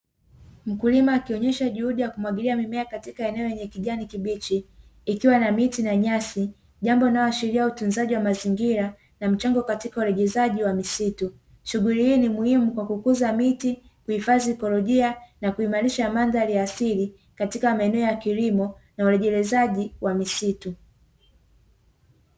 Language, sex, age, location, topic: Swahili, female, 25-35, Dar es Salaam, agriculture